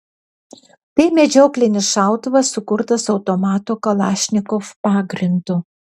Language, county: Lithuanian, Vilnius